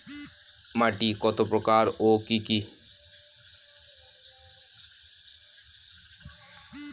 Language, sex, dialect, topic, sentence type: Bengali, male, Northern/Varendri, agriculture, question